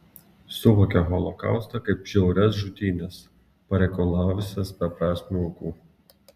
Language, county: Lithuanian, Klaipėda